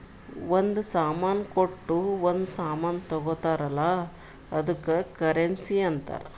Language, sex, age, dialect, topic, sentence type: Kannada, female, 36-40, Northeastern, banking, statement